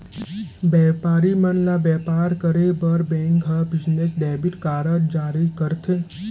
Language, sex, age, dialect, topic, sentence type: Chhattisgarhi, male, 18-24, Central, banking, statement